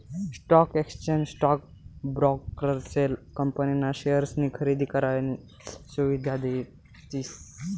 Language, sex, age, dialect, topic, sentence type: Marathi, male, 18-24, Northern Konkan, banking, statement